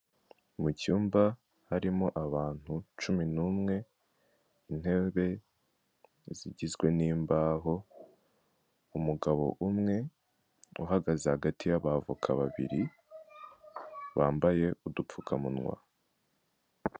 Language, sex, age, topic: Kinyarwanda, male, 18-24, government